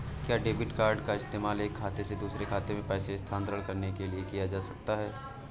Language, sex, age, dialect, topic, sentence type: Hindi, male, 18-24, Awadhi Bundeli, banking, question